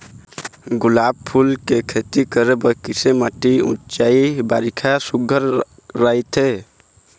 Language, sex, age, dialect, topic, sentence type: Chhattisgarhi, male, 46-50, Eastern, agriculture, question